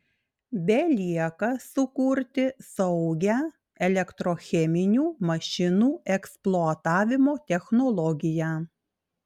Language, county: Lithuanian, Klaipėda